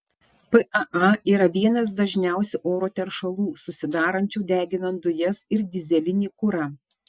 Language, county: Lithuanian, Šiauliai